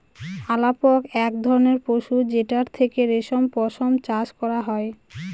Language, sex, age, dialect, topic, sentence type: Bengali, female, 25-30, Northern/Varendri, agriculture, statement